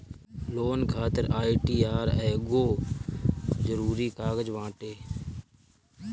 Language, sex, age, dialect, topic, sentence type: Bhojpuri, male, 18-24, Northern, banking, statement